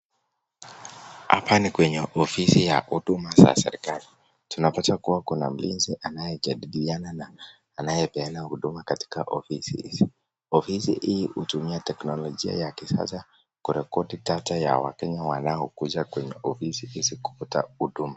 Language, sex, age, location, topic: Swahili, male, 18-24, Nakuru, government